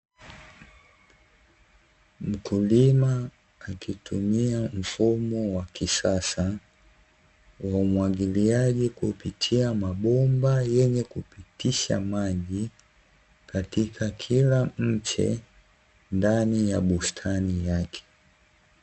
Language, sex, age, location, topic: Swahili, male, 18-24, Dar es Salaam, agriculture